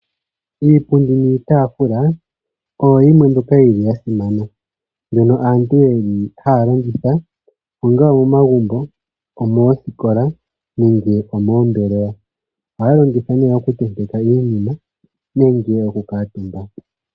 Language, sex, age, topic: Oshiwambo, male, 25-35, finance